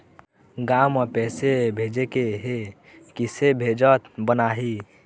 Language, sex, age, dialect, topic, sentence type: Chhattisgarhi, male, 18-24, Eastern, banking, question